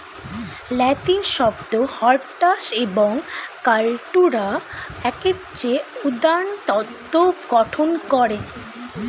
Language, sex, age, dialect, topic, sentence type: Bengali, female, 18-24, Standard Colloquial, agriculture, statement